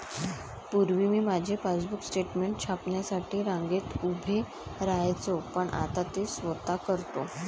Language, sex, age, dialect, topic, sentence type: Marathi, female, 25-30, Varhadi, banking, statement